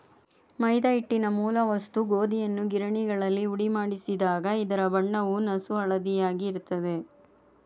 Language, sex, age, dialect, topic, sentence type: Kannada, female, 31-35, Mysore Kannada, agriculture, statement